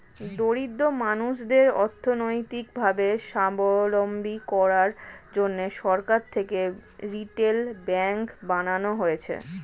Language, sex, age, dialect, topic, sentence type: Bengali, female, 25-30, Standard Colloquial, banking, statement